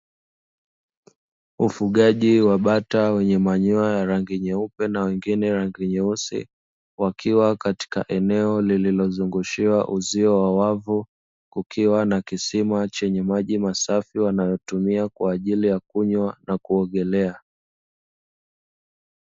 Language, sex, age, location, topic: Swahili, male, 18-24, Dar es Salaam, agriculture